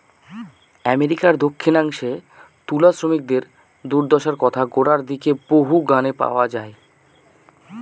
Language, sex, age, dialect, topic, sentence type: Bengali, male, 25-30, Northern/Varendri, agriculture, statement